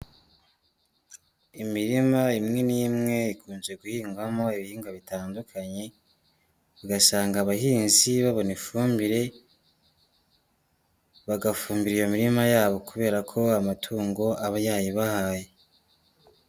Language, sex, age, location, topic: Kinyarwanda, male, 18-24, Huye, agriculture